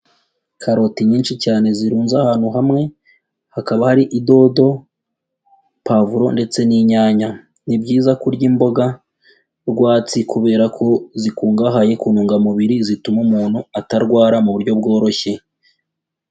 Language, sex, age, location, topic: Kinyarwanda, male, 18-24, Huye, agriculture